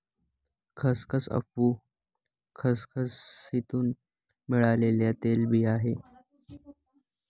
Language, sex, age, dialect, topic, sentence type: Marathi, male, 18-24, Northern Konkan, agriculture, statement